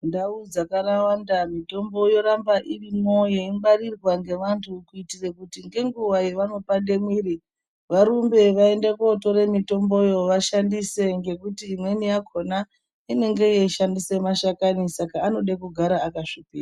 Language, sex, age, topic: Ndau, female, 36-49, health